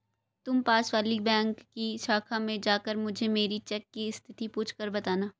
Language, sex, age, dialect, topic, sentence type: Hindi, female, 18-24, Marwari Dhudhari, banking, statement